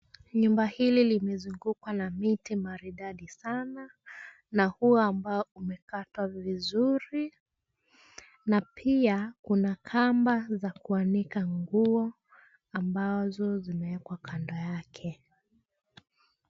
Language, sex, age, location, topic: Swahili, female, 25-35, Nairobi, finance